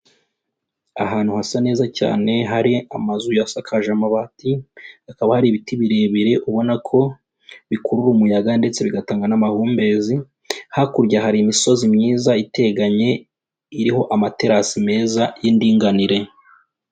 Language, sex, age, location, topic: Kinyarwanda, female, 25-35, Kigali, agriculture